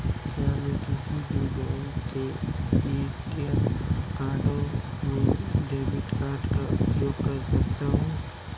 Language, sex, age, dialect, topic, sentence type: Hindi, male, 18-24, Marwari Dhudhari, banking, question